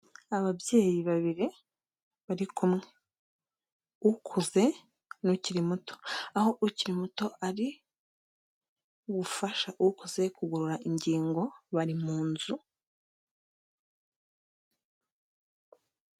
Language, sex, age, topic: Kinyarwanda, female, 25-35, health